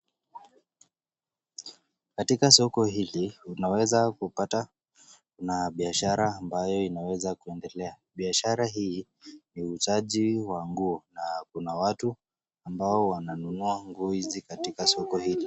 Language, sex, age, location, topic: Swahili, male, 25-35, Nakuru, finance